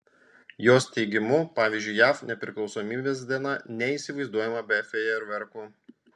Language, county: Lithuanian, Panevėžys